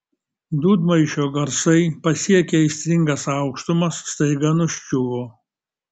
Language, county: Lithuanian, Kaunas